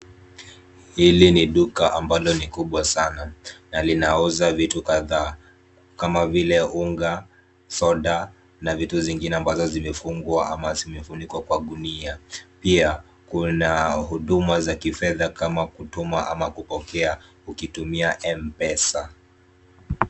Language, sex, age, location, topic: Swahili, male, 18-24, Kisumu, finance